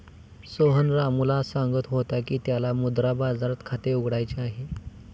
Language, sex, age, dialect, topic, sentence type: Marathi, male, 18-24, Standard Marathi, banking, statement